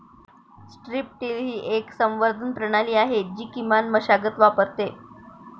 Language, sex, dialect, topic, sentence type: Marathi, female, Varhadi, agriculture, statement